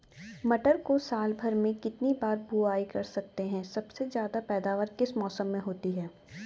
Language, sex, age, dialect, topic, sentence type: Hindi, female, 18-24, Garhwali, agriculture, question